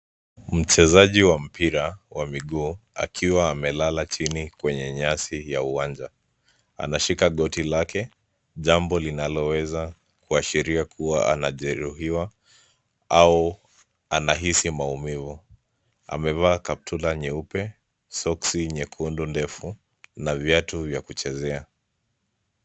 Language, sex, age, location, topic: Swahili, male, 25-35, Nairobi, health